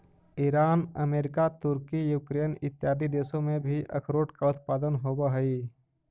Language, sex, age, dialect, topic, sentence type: Magahi, male, 31-35, Central/Standard, agriculture, statement